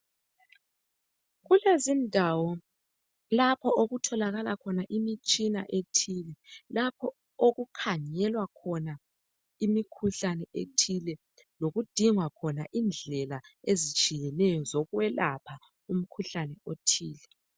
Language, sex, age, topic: North Ndebele, male, 25-35, health